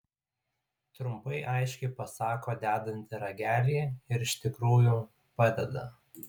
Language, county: Lithuanian, Utena